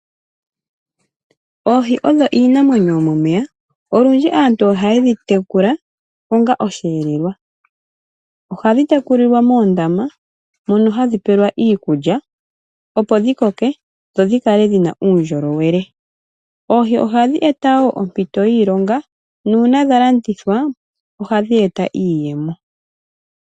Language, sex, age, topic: Oshiwambo, female, 25-35, agriculture